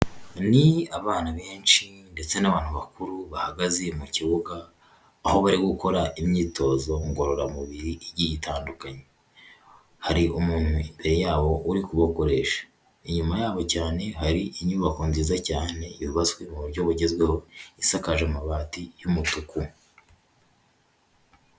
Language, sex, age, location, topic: Kinyarwanda, female, 18-24, Huye, health